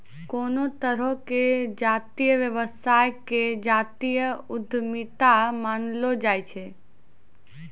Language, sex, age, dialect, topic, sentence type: Maithili, female, 56-60, Angika, banking, statement